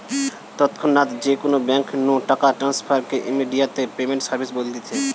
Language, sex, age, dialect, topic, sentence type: Bengali, male, 18-24, Western, banking, statement